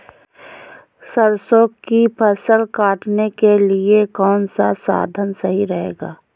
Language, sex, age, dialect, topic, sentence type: Hindi, female, 25-30, Awadhi Bundeli, agriculture, question